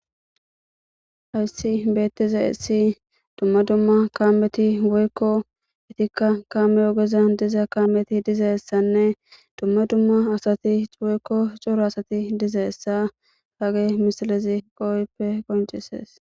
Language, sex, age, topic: Gamo, female, 18-24, government